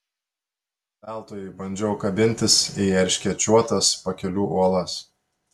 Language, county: Lithuanian, Telšiai